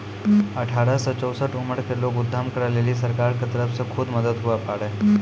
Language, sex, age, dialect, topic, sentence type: Maithili, male, 25-30, Angika, banking, statement